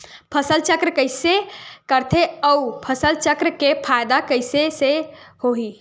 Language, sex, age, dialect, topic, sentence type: Chhattisgarhi, female, 18-24, Western/Budati/Khatahi, agriculture, question